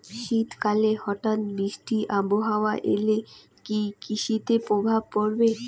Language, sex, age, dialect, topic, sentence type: Bengali, female, 18-24, Rajbangshi, agriculture, question